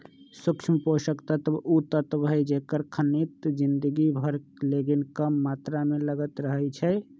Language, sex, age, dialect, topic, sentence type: Magahi, male, 25-30, Western, agriculture, statement